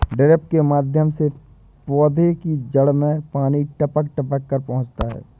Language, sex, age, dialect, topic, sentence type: Hindi, male, 25-30, Awadhi Bundeli, agriculture, statement